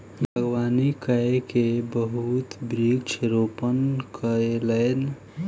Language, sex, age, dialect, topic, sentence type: Maithili, female, 18-24, Southern/Standard, agriculture, statement